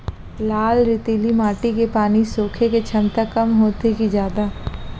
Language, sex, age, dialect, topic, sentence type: Chhattisgarhi, female, 25-30, Central, agriculture, question